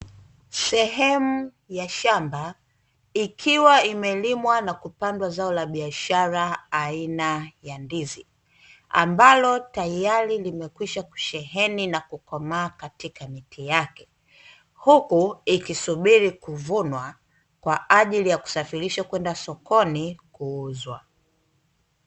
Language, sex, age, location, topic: Swahili, female, 25-35, Dar es Salaam, agriculture